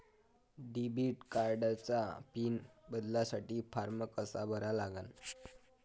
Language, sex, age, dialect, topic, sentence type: Marathi, male, 25-30, Varhadi, banking, question